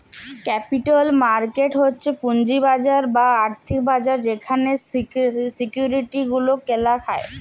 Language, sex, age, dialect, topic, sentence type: Bengali, female, 18-24, Jharkhandi, banking, statement